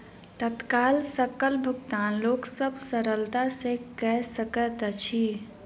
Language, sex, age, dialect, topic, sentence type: Maithili, female, 18-24, Southern/Standard, banking, statement